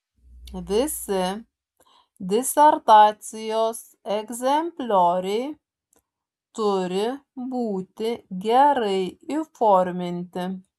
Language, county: Lithuanian, Šiauliai